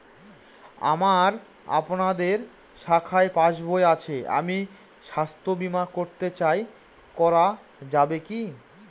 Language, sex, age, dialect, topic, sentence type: Bengali, male, 25-30, Northern/Varendri, banking, question